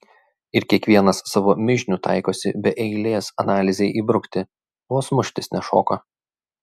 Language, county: Lithuanian, Šiauliai